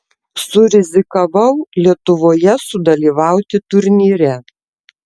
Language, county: Lithuanian, Tauragė